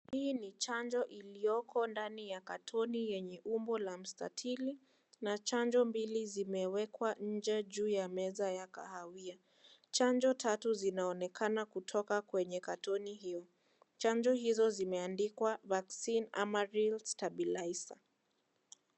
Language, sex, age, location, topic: Swahili, female, 18-24, Kisii, health